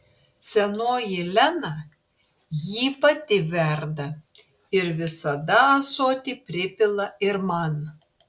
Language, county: Lithuanian, Klaipėda